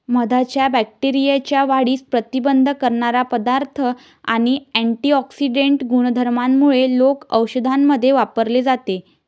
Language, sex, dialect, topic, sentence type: Marathi, female, Varhadi, agriculture, statement